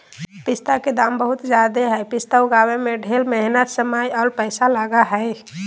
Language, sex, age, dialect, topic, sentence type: Magahi, female, 18-24, Southern, agriculture, statement